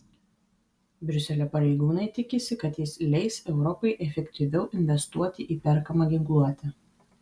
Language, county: Lithuanian, Vilnius